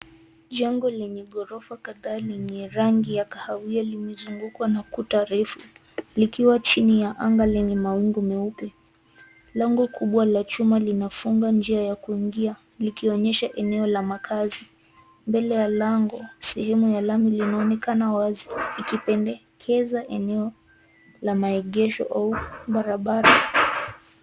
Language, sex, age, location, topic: Swahili, female, 18-24, Nairobi, finance